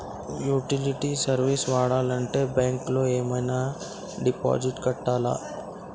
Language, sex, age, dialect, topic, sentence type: Telugu, male, 60-100, Telangana, banking, question